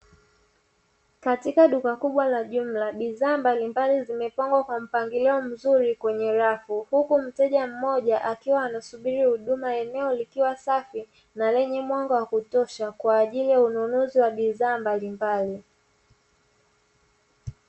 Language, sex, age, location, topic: Swahili, female, 25-35, Dar es Salaam, finance